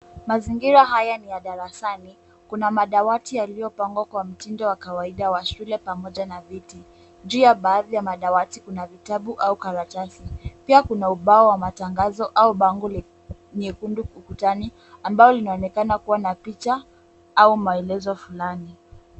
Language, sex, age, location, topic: Swahili, female, 18-24, Kisumu, education